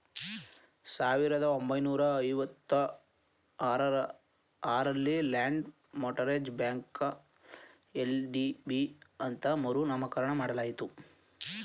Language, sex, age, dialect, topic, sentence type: Kannada, male, 18-24, Mysore Kannada, banking, statement